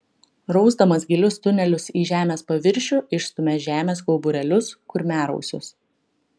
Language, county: Lithuanian, Klaipėda